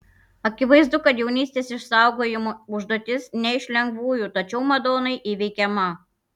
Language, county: Lithuanian, Panevėžys